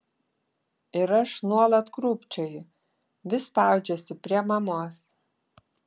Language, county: Lithuanian, Klaipėda